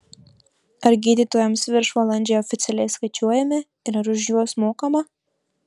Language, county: Lithuanian, Marijampolė